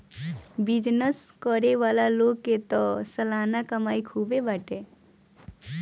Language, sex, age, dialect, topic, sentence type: Bhojpuri, female, <18, Northern, banking, statement